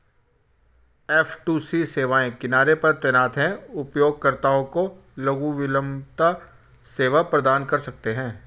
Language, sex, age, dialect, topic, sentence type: Hindi, female, 36-40, Hindustani Malvi Khadi Boli, agriculture, statement